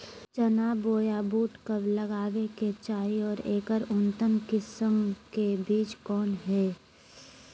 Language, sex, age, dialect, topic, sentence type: Magahi, female, 31-35, Southern, agriculture, question